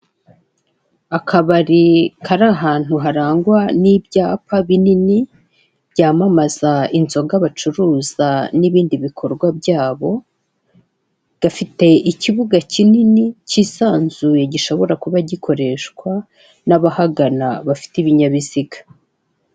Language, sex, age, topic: Kinyarwanda, female, 36-49, finance